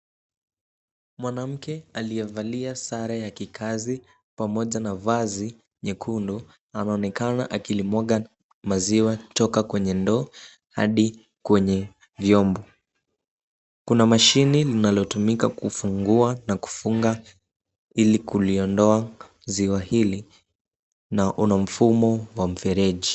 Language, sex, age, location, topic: Swahili, male, 18-24, Kisumu, agriculture